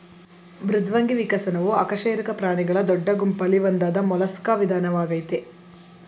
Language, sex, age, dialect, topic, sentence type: Kannada, female, 25-30, Mysore Kannada, agriculture, statement